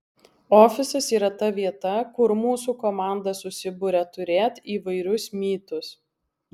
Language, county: Lithuanian, Alytus